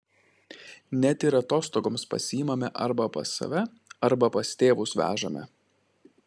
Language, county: Lithuanian, Klaipėda